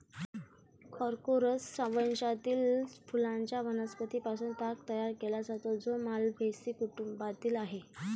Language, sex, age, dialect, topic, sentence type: Marathi, female, 18-24, Varhadi, agriculture, statement